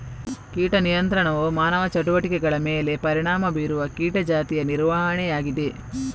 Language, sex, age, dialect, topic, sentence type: Kannada, female, 25-30, Coastal/Dakshin, agriculture, statement